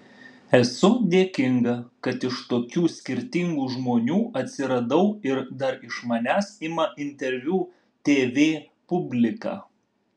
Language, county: Lithuanian, Vilnius